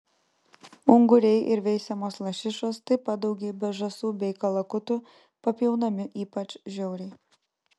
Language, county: Lithuanian, Vilnius